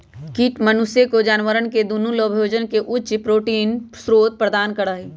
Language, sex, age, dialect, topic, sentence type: Magahi, female, 31-35, Western, agriculture, statement